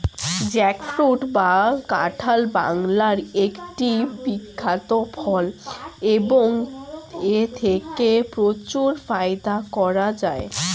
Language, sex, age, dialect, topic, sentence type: Bengali, female, <18, Rajbangshi, agriculture, question